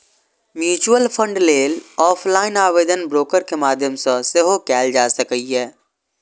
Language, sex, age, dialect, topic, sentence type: Maithili, male, 25-30, Eastern / Thethi, banking, statement